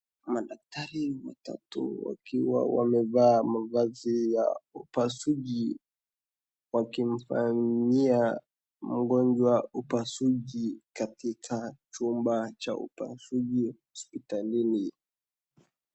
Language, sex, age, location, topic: Swahili, male, 18-24, Wajir, health